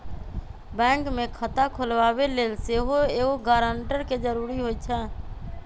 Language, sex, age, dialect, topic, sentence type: Magahi, female, 25-30, Western, banking, statement